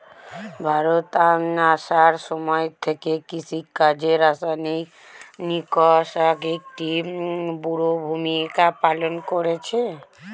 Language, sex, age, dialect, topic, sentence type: Bengali, female, <18, Standard Colloquial, agriculture, statement